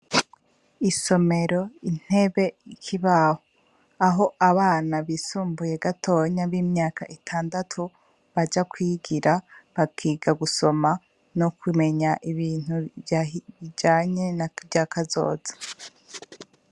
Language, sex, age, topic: Rundi, female, 25-35, education